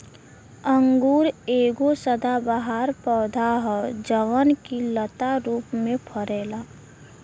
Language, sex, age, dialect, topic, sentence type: Bhojpuri, female, 18-24, Western, agriculture, statement